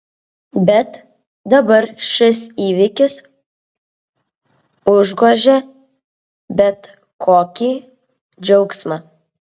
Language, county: Lithuanian, Vilnius